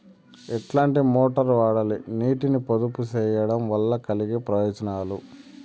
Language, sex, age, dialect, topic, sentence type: Telugu, male, 31-35, Southern, agriculture, question